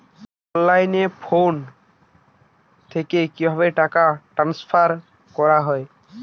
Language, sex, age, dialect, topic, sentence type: Bengali, male, 18-24, Western, banking, question